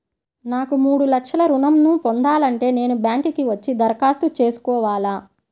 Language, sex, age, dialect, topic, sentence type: Telugu, female, 18-24, Central/Coastal, banking, question